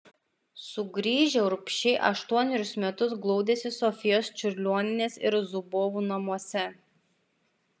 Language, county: Lithuanian, Klaipėda